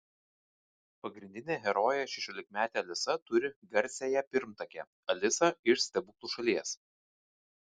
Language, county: Lithuanian, Vilnius